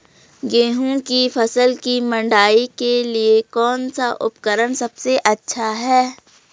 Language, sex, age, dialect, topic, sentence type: Hindi, female, 25-30, Garhwali, agriculture, question